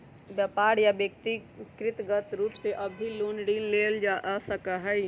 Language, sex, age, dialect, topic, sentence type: Magahi, female, 25-30, Western, banking, statement